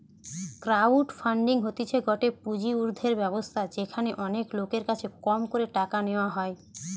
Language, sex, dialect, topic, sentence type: Bengali, female, Western, banking, statement